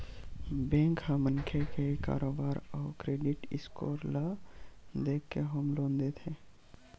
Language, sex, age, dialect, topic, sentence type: Chhattisgarhi, male, 25-30, Western/Budati/Khatahi, banking, statement